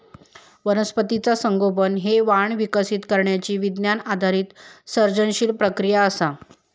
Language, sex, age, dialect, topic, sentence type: Marathi, female, 25-30, Southern Konkan, agriculture, statement